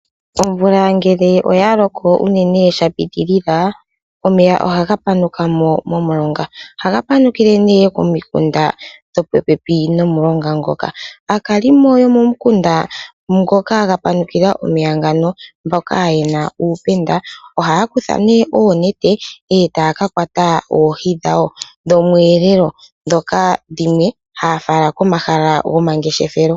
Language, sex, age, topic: Oshiwambo, female, 18-24, agriculture